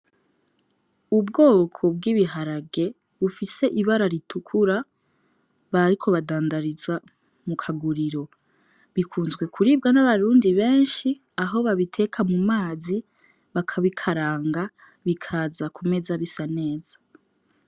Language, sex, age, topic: Rundi, female, 18-24, agriculture